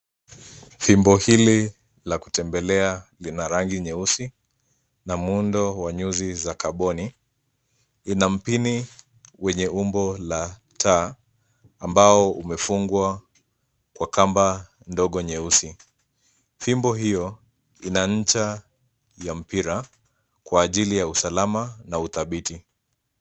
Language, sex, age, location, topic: Swahili, male, 25-35, Nairobi, health